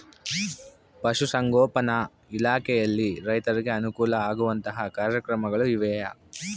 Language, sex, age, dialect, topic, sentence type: Kannada, male, 18-24, Central, agriculture, question